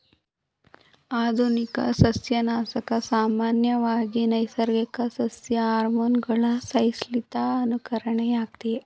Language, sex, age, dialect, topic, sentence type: Kannada, female, 18-24, Mysore Kannada, agriculture, statement